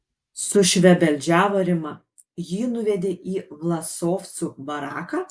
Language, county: Lithuanian, Kaunas